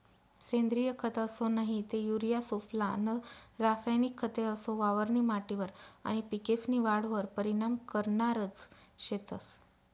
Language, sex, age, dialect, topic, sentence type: Marathi, female, 31-35, Northern Konkan, agriculture, statement